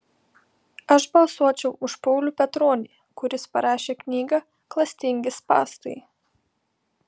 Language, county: Lithuanian, Panevėžys